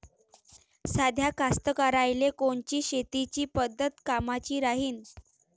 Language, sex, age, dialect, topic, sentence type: Marathi, female, 18-24, Varhadi, agriculture, question